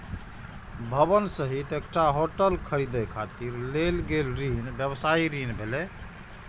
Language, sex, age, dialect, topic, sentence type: Maithili, male, 31-35, Eastern / Thethi, banking, statement